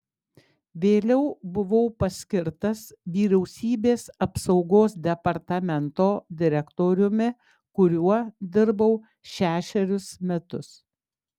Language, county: Lithuanian, Klaipėda